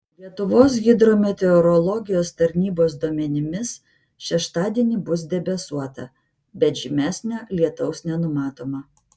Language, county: Lithuanian, Vilnius